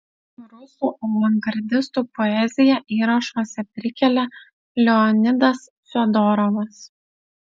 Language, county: Lithuanian, Utena